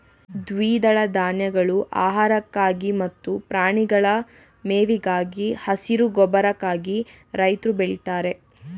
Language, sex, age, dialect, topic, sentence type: Kannada, female, 18-24, Mysore Kannada, agriculture, statement